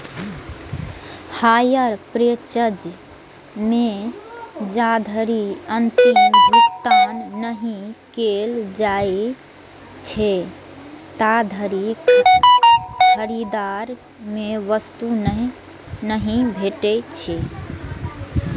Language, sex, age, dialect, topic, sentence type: Maithili, female, 18-24, Eastern / Thethi, banking, statement